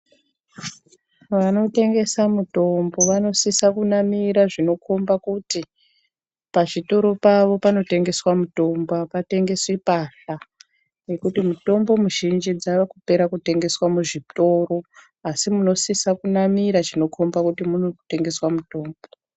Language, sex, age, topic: Ndau, female, 18-24, health